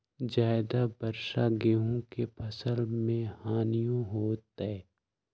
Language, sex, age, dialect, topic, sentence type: Magahi, male, 60-100, Western, agriculture, question